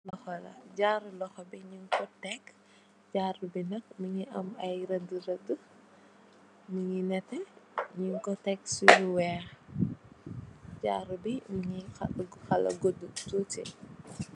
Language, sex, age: Wolof, female, 18-24